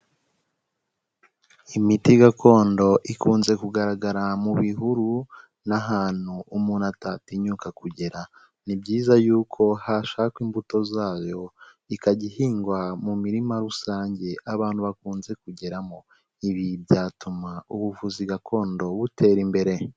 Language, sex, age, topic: Kinyarwanda, male, 18-24, health